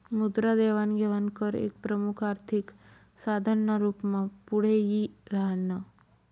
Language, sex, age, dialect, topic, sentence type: Marathi, female, 31-35, Northern Konkan, banking, statement